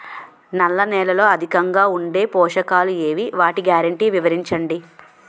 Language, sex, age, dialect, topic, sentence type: Telugu, female, 18-24, Utterandhra, agriculture, question